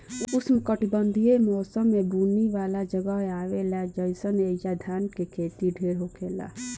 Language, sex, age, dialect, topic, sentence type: Bhojpuri, female, 18-24, Southern / Standard, agriculture, statement